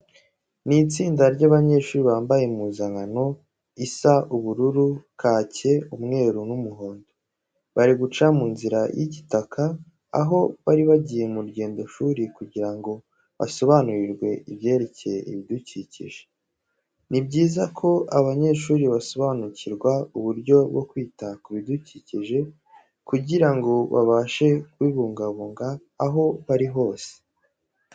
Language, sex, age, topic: Kinyarwanda, male, 18-24, education